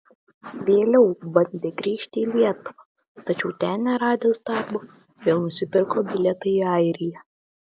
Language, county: Lithuanian, Vilnius